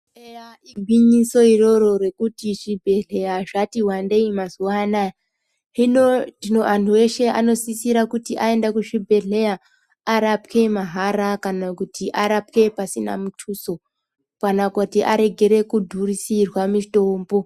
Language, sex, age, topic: Ndau, female, 25-35, health